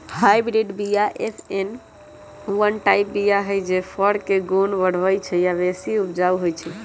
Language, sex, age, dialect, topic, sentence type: Magahi, male, 18-24, Western, agriculture, statement